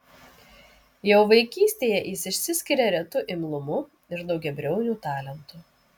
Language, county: Lithuanian, Vilnius